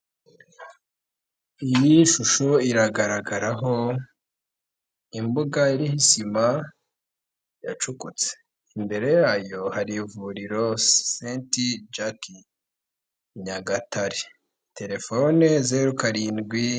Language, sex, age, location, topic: Kinyarwanda, male, 18-24, Nyagatare, health